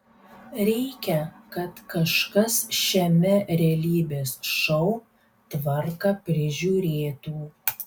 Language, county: Lithuanian, Kaunas